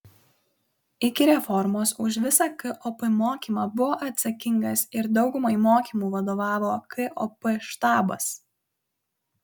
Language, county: Lithuanian, Kaunas